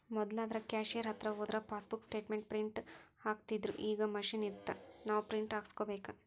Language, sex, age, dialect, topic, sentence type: Kannada, female, 25-30, Dharwad Kannada, banking, statement